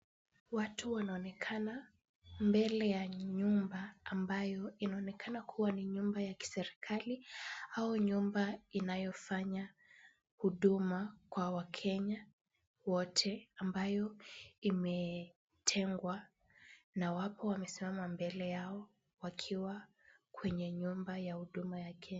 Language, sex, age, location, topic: Swahili, female, 18-24, Kisumu, government